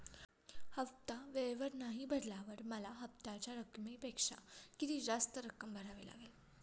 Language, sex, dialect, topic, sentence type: Marathi, female, Standard Marathi, banking, question